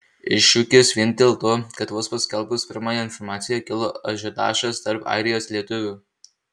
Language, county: Lithuanian, Marijampolė